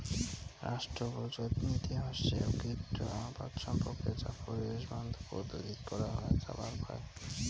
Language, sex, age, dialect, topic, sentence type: Bengali, male, 18-24, Rajbangshi, agriculture, statement